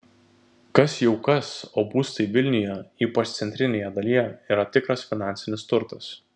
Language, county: Lithuanian, Vilnius